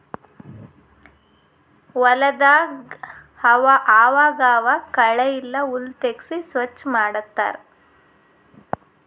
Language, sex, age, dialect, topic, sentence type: Kannada, male, 31-35, Northeastern, agriculture, statement